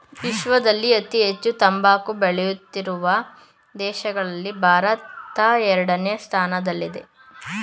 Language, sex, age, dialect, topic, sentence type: Kannada, male, 25-30, Mysore Kannada, agriculture, statement